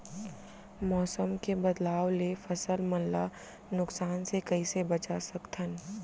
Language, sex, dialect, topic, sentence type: Chhattisgarhi, female, Central, agriculture, question